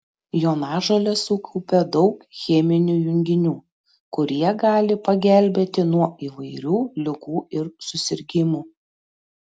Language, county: Lithuanian, Panevėžys